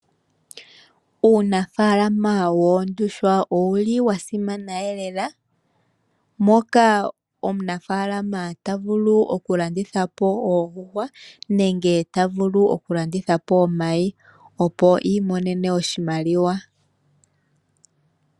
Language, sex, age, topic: Oshiwambo, female, 18-24, agriculture